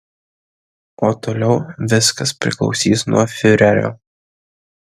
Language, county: Lithuanian, Kaunas